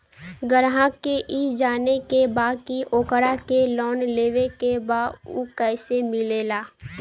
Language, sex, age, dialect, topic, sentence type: Bhojpuri, female, <18, Western, banking, question